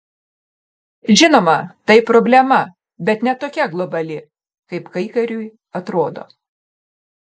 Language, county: Lithuanian, Panevėžys